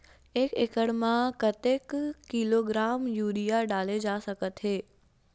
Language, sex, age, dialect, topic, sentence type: Chhattisgarhi, female, 18-24, Western/Budati/Khatahi, agriculture, question